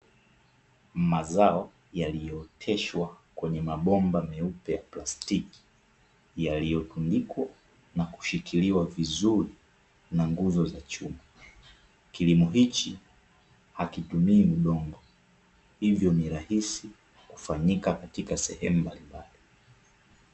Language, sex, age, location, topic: Swahili, male, 25-35, Dar es Salaam, agriculture